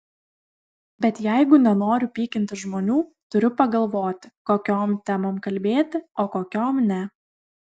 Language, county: Lithuanian, Kaunas